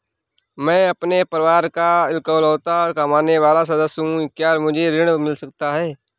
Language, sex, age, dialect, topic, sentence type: Hindi, male, 18-24, Awadhi Bundeli, banking, question